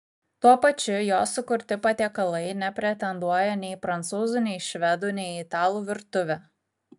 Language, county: Lithuanian, Kaunas